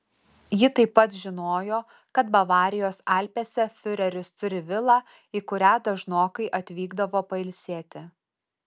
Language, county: Lithuanian, Utena